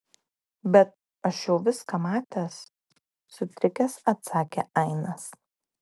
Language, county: Lithuanian, Klaipėda